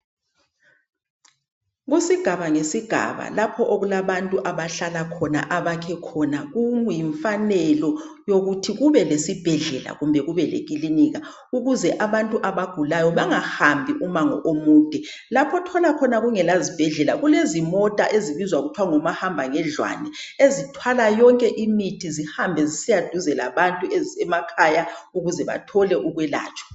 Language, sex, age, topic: North Ndebele, male, 36-49, health